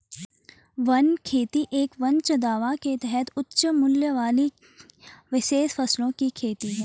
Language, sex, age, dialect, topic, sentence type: Hindi, female, 18-24, Garhwali, agriculture, statement